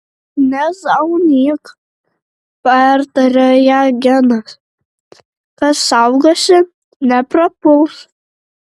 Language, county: Lithuanian, Šiauliai